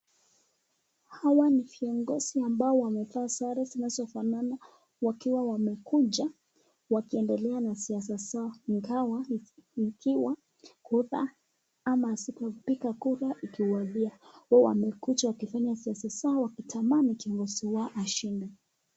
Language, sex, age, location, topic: Swahili, male, 25-35, Nakuru, government